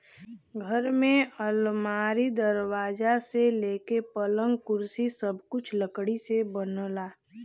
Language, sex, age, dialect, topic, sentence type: Bhojpuri, female, 25-30, Western, agriculture, statement